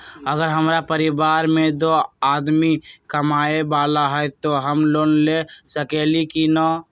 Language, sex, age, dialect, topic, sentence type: Magahi, male, 18-24, Western, banking, question